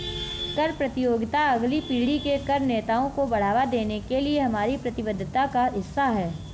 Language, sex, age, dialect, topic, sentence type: Hindi, female, 25-30, Marwari Dhudhari, banking, statement